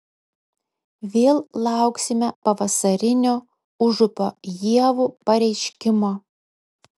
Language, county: Lithuanian, Kaunas